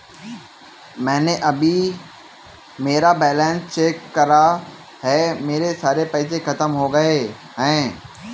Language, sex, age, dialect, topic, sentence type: Hindi, male, 18-24, Kanauji Braj Bhasha, banking, statement